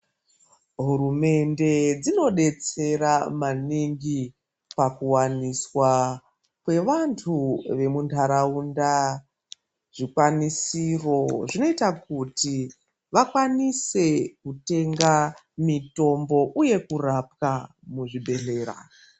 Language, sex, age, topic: Ndau, female, 36-49, health